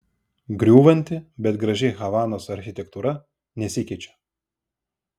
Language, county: Lithuanian, Vilnius